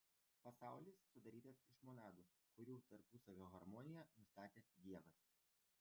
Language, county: Lithuanian, Vilnius